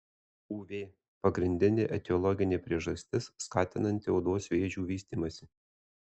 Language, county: Lithuanian, Alytus